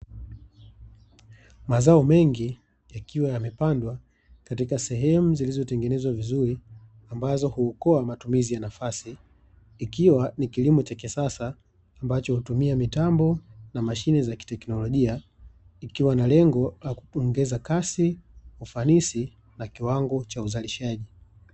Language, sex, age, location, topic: Swahili, male, 25-35, Dar es Salaam, agriculture